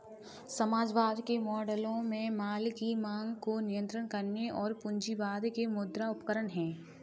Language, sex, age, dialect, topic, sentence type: Hindi, female, 36-40, Kanauji Braj Bhasha, banking, statement